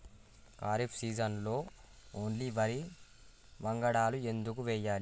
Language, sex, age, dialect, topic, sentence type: Telugu, male, 18-24, Telangana, agriculture, question